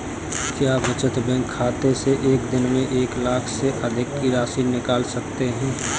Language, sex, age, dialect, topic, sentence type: Hindi, male, 25-30, Kanauji Braj Bhasha, banking, question